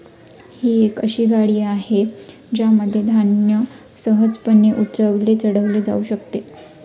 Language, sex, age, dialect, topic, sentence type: Marathi, female, 25-30, Standard Marathi, agriculture, statement